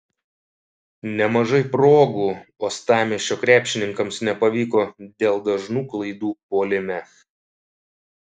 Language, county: Lithuanian, Šiauliai